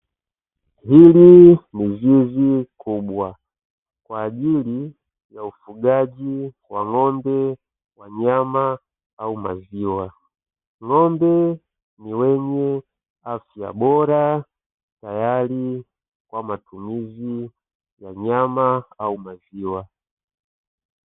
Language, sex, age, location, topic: Swahili, male, 25-35, Dar es Salaam, agriculture